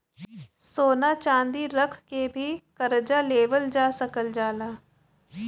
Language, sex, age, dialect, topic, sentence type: Bhojpuri, female, 18-24, Western, banking, statement